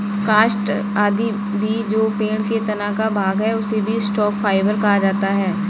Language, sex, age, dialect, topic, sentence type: Hindi, female, 31-35, Kanauji Braj Bhasha, agriculture, statement